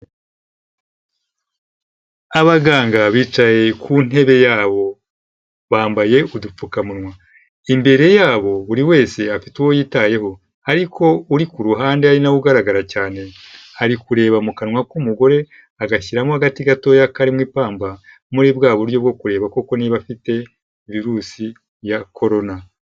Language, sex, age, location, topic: Kinyarwanda, male, 50+, Kigali, health